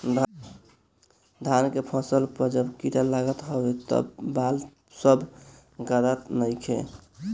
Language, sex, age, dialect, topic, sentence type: Bhojpuri, female, 18-24, Northern, agriculture, statement